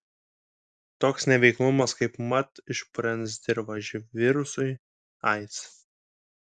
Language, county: Lithuanian, Kaunas